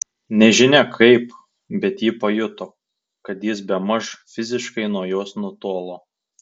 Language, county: Lithuanian, Tauragė